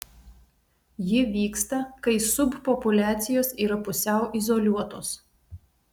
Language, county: Lithuanian, Telšiai